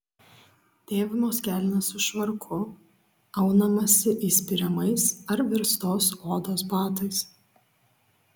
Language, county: Lithuanian, Šiauliai